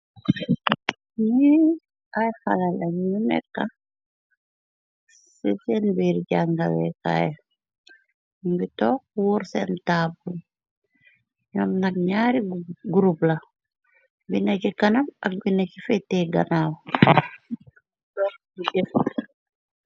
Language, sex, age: Wolof, female, 18-24